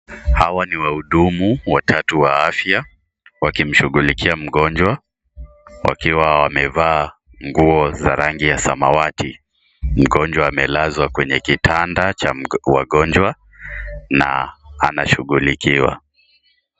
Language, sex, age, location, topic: Swahili, male, 18-24, Kisii, health